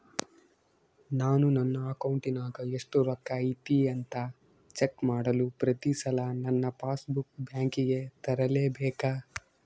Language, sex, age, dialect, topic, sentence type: Kannada, male, 18-24, Central, banking, question